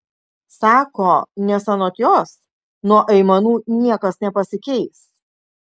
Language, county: Lithuanian, Kaunas